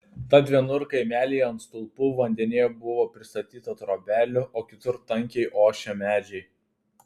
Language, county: Lithuanian, Telšiai